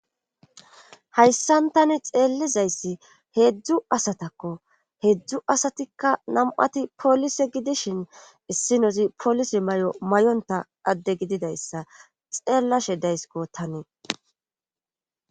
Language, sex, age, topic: Gamo, female, 18-24, government